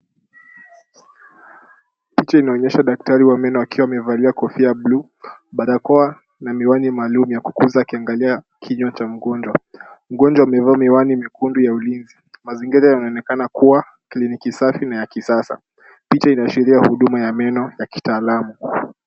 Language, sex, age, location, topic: Swahili, male, 18-24, Kisumu, health